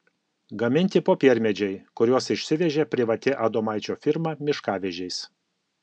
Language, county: Lithuanian, Alytus